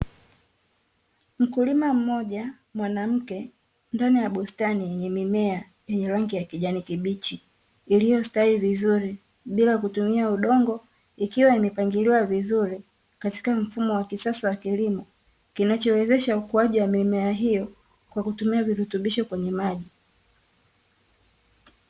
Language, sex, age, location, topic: Swahili, female, 18-24, Dar es Salaam, agriculture